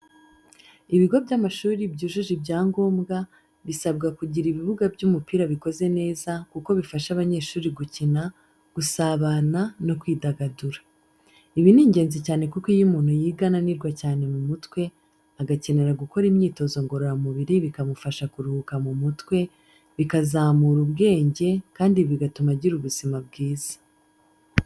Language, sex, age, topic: Kinyarwanda, female, 25-35, education